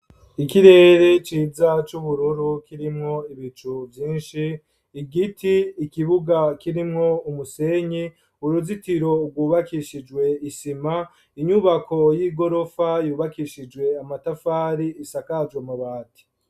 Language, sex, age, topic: Rundi, male, 25-35, education